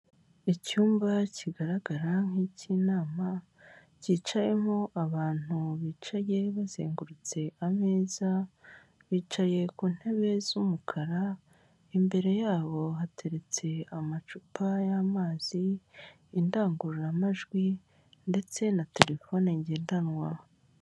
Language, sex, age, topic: Kinyarwanda, male, 18-24, government